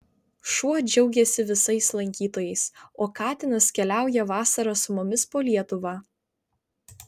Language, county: Lithuanian, Vilnius